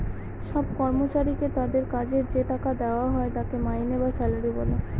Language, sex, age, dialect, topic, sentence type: Bengali, female, 60-100, Northern/Varendri, banking, statement